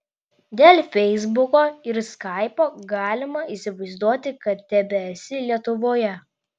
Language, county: Lithuanian, Klaipėda